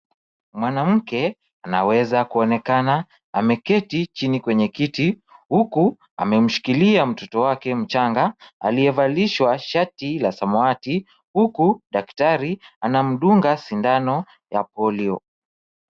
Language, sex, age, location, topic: Swahili, male, 50+, Kisumu, health